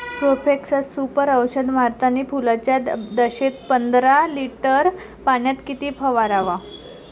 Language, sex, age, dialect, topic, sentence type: Marathi, female, 18-24, Varhadi, agriculture, question